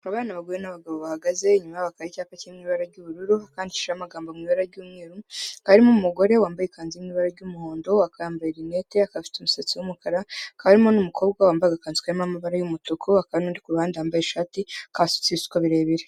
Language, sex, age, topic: Kinyarwanda, female, 18-24, health